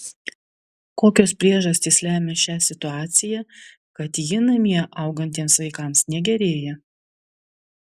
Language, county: Lithuanian, Vilnius